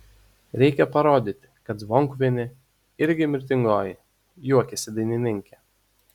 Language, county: Lithuanian, Utena